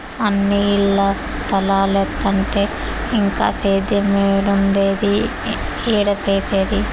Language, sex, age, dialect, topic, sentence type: Telugu, female, 18-24, Southern, agriculture, statement